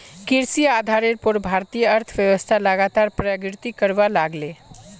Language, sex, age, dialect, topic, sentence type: Magahi, male, 18-24, Northeastern/Surjapuri, agriculture, statement